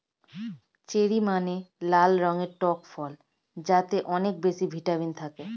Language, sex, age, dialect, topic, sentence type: Bengali, female, 25-30, Standard Colloquial, agriculture, statement